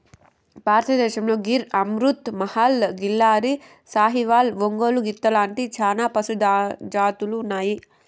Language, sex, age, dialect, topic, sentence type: Telugu, female, 18-24, Southern, agriculture, statement